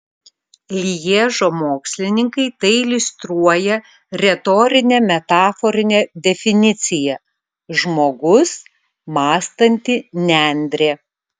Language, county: Lithuanian, Kaunas